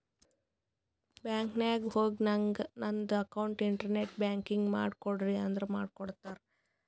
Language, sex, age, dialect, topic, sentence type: Kannada, female, 25-30, Northeastern, banking, statement